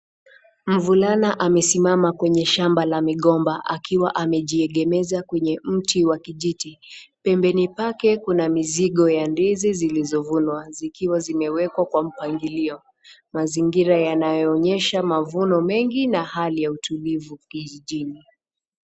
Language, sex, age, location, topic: Swahili, female, 18-24, Nakuru, agriculture